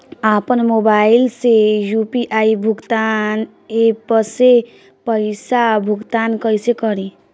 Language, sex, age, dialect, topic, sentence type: Bhojpuri, female, 18-24, Southern / Standard, banking, question